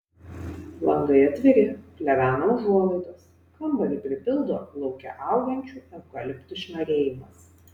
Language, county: Lithuanian, Vilnius